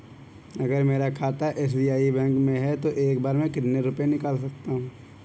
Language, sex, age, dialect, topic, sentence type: Hindi, male, 25-30, Marwari Dhudhari, banking, question